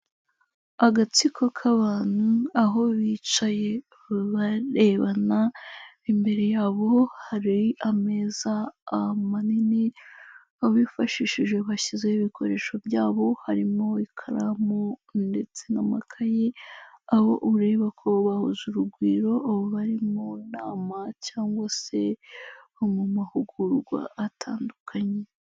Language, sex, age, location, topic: Kinyarwanda, female, 25-35, Kigali, health